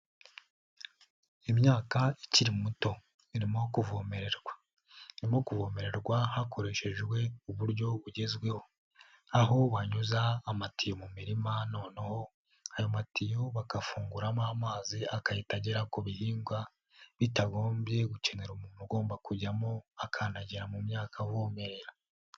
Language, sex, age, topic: Kinyarwanda, male, 18-24, agriculture